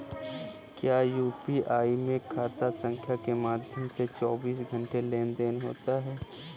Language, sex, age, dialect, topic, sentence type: Hindi, male, 18-24, Kanauji Braj Bhasha, banking, statement